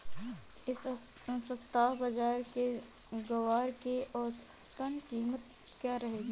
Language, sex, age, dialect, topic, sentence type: Hindi, female, 18-24, Marwari Dhudhari, agriculture, question